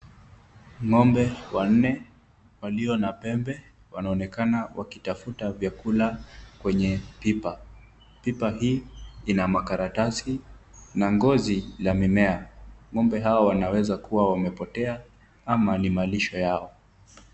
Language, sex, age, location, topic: Swahili, male, 18-24, Kisumu, agriculture